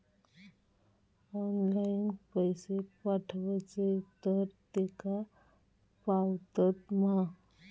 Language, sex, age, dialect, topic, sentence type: Marathi, male, 31-35, Southern Konkan, banking, question